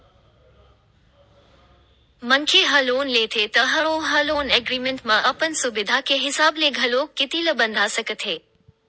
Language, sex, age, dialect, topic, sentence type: Chhattisgarhi, male, 18-24, Western/Budati/Khatahi, banking, statement